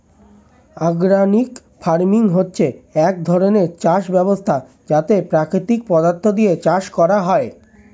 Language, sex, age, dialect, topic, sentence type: Bengali, male, 25-30, Standard Colloquial, agriculture, statement